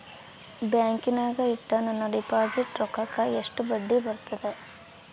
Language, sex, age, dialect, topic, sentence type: Kannada, female, 18-24, Central, banking, question